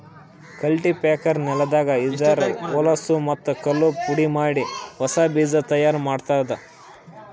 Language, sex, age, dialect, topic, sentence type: Kannada, male, 41-45, Northeastern, agriculture, statement